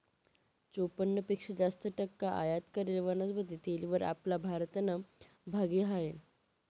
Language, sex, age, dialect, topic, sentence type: Marathi, female, 18-24, Northern Konkan, agriculture, statement